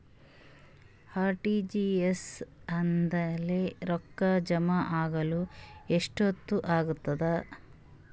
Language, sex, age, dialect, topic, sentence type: Kannada, female, 36-40, Northeastern, banking, question